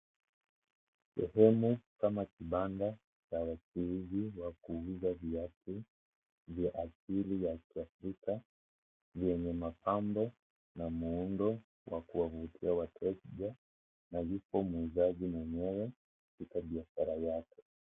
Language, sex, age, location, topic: Swahili, male, 18-24, Kisii, finance